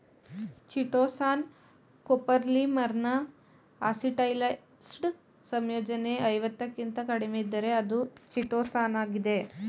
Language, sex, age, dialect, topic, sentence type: Kannada, female, 18-24, Mysore Kannada, agriculture, statement